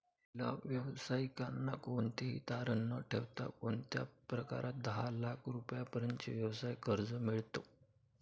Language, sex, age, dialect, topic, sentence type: Marathi, male, 25-30, Standard Marathi, banking, question